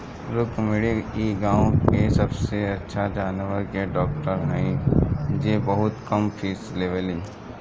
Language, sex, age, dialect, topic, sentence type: Bhojpuri, male, 18-24, Southern / Standard, agriculture, question